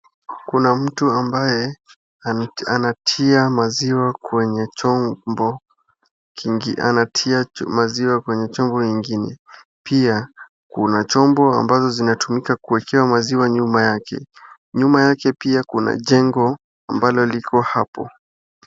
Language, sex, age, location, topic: Swahili, male, 18-24, Wajir, agriculture